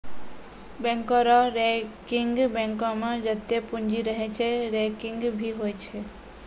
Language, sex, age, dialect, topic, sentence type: Maithili, female, 18-24, Angika, banking, statement